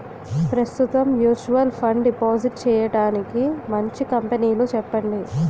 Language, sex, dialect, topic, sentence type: Telugu, female, Utterandhra, banking, question